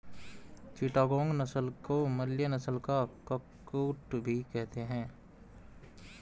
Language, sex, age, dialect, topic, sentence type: Hindi, male, 18-24, Hindustani Malvi Khadi Boli, agriculture, statement